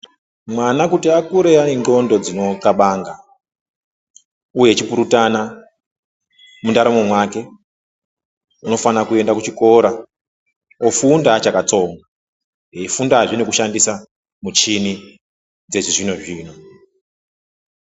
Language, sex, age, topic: Ndau, male, 36-49, education